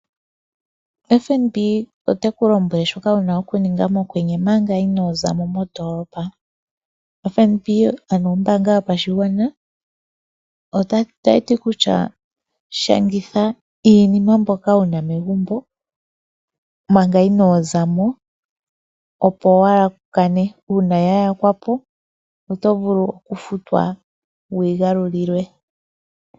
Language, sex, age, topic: Oshiwambo, female, 25-35, finance